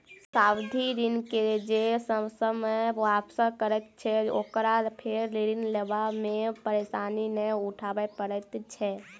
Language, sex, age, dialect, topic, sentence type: Maithili, female, 18-24, Southern/Standard, banking, statement